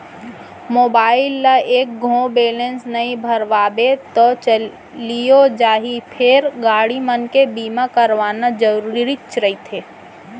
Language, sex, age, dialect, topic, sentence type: Chhattisgarhi, female, 25-30, Central, banking, statement